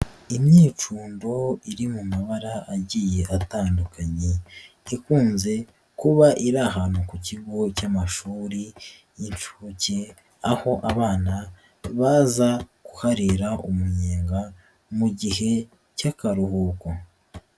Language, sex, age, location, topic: Kinyarwanda, male, 36-49, Nyagatare, education